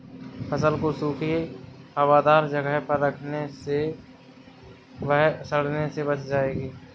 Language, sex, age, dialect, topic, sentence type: Hindi, male, 60-100, Awadhi Bundeli, agriculture, statement